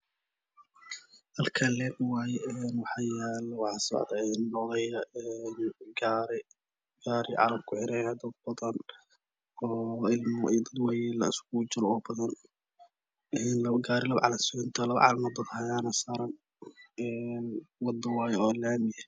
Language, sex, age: Somali, male, 18-24